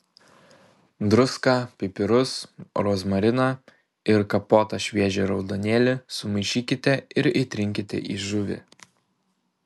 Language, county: Lithuanian, Panevėžys